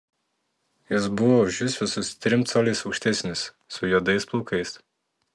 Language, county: Lithuanian, Telšiai